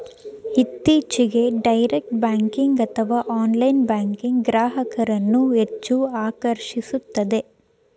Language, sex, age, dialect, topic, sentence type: Kannada, female, 18-24, Mysore Kannada, banking, statement